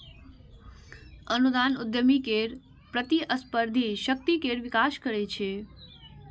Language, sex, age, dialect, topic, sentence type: Maithili, female, 46-50, Eastern / Thethi, banking, statement